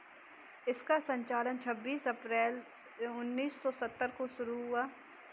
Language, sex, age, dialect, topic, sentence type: Hindi, female, 18-24, Kanauji Braj Bhasha, banking, statement